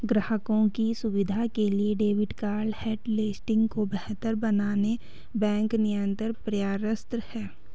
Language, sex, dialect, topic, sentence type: Hindi, female, Garhwali, banking, statement